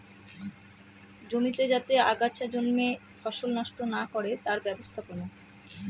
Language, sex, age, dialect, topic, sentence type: Bengali, female, 31-35, Northern/Varendri, agriculture, statement